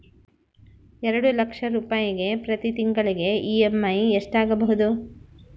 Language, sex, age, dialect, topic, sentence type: Kannada, female, 31-35, Central, banking, question